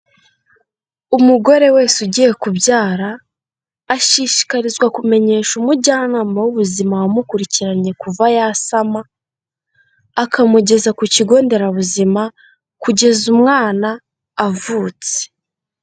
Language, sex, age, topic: Kinyarwanda, female, 18-24, health